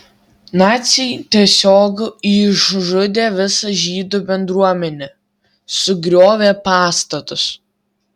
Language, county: Lithuanian, Vilnius